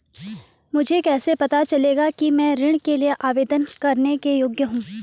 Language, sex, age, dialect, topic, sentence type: Hindi, female, 18-24, Garhwali, banking, statement